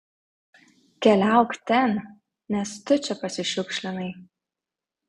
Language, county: Lithuanian, Vilnius